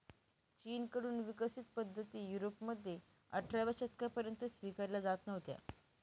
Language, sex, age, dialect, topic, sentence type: Marathi, male, 18-24, Northern Konkan, agriculture, statement